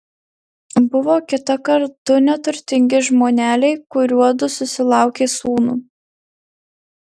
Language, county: Lithuanian, Marijampolė